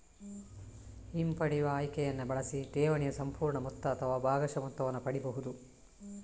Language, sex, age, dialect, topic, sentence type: Kannada, female, 18-24, Coastal/Dakshin, banking, statement